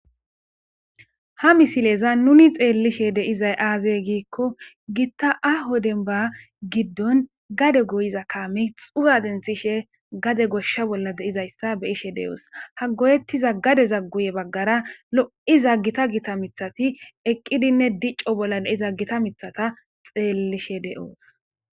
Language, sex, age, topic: Gamo, female, 18-24, agriculture